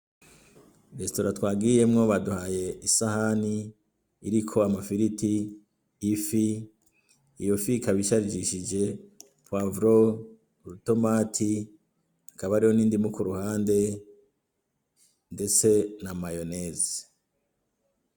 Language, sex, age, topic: Rundi, male, 25-35, agriculture